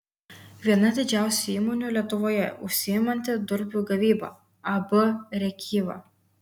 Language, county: Lithuanian, Kaunas